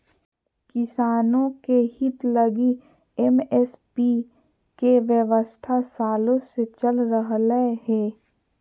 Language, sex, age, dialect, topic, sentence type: Magahi, female, 25-30, Southern, agriculture, statement